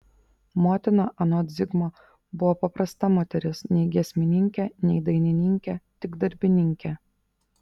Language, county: Lithuanian, Vilnius